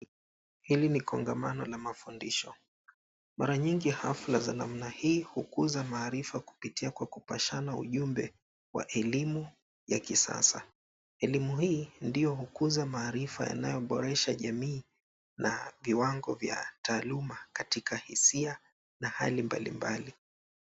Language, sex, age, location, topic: Swahili, male, 25-35, Nairobi, education